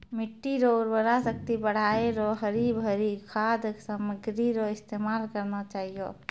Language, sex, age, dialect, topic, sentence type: Maithili, female, 31-35, Angika, agriculture, statement